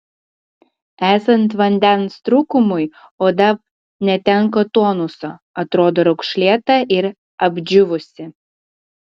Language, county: Lithuanian, Klaipėda